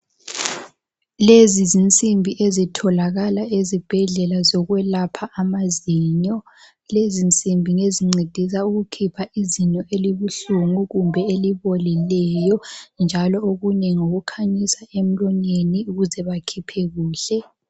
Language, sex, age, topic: North Ndebele, female, 18-24, health